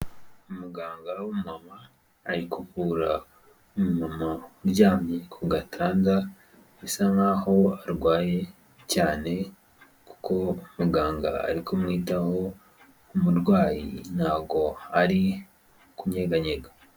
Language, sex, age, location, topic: Kinyarwanda, male, 18-24, Kigali, health